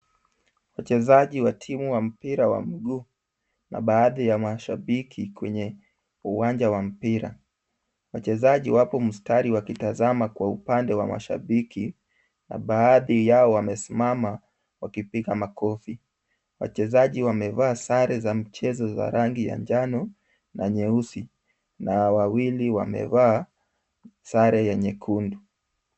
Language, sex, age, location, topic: Swahili, male, 25-35, Kisumu, government